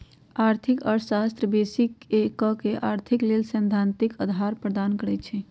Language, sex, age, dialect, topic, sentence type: Magahi, female, 51-55, Western, banking, statement